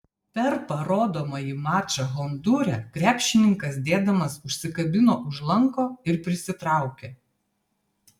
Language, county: Lithuanian, Vilnius